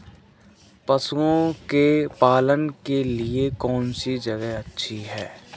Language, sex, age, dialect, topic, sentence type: Hindi, male, 18-24, Marwari Dhudhari, agriculture, question